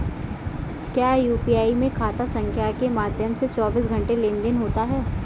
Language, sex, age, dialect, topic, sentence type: Hindi, female, 18-24, Kanauji Braj Bhasha, banking, statement